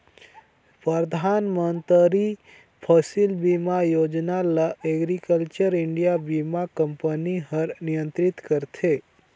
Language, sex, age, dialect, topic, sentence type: Chhattisgarhi, male, 56-60, Northern/Bhandar, agriculture, statement